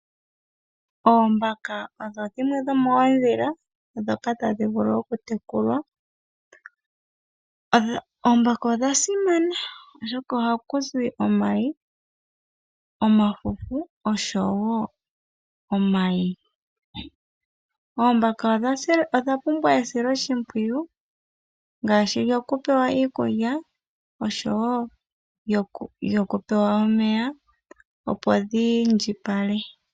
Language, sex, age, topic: Oshiwambo, female, 18-24, agriculture